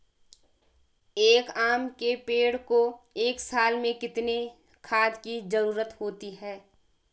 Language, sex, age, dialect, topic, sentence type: Hindi, female, 18-24, Garhwali, agriculture, question